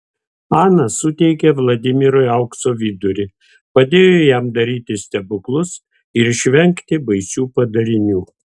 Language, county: Lithuanian, Vilnius